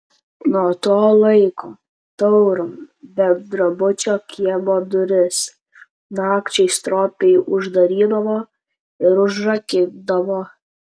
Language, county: Lithuanian, Tauragė